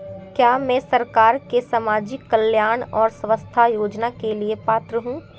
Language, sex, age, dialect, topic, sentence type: Hindi, female, 18-24, Marwari Dhudhari, banking, question